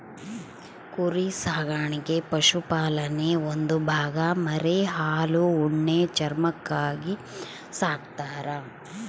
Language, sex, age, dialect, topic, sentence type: Kannada, female, 36-40, Central, agriculture, statement